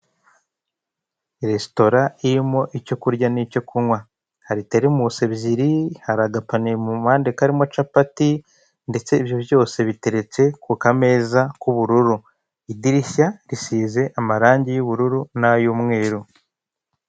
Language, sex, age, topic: Kinyarwanda, male, 25-35, finance